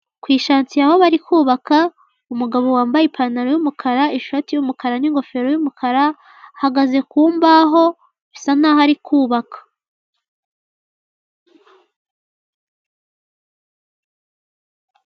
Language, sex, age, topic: Kinyarwanda, female, 18-24, finance